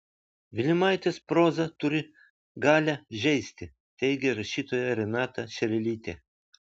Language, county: Lithuanian, Vilnius